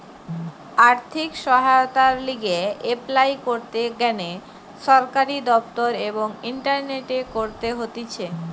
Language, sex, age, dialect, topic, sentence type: Bengali, female, 25-30, Western, agriculture, statement